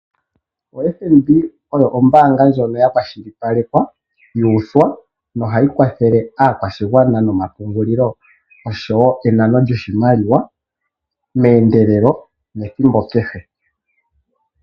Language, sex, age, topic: Oshiwambo, male, 18-24, finance